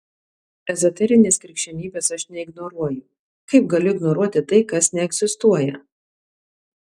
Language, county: Lithuanian, Alytus